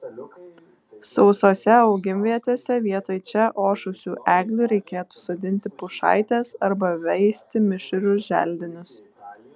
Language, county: Lithuanian, Vilnius